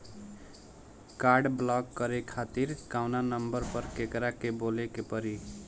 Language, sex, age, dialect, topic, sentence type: Bhojpuri, male, 18-24, Southern / Standard, banking, question